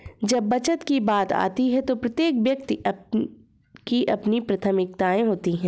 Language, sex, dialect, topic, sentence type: Hindi, female, Hindustani Malvi Khadi Boli, banking, statement